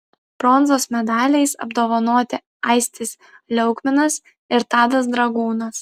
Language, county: Lithuanian, Vilnius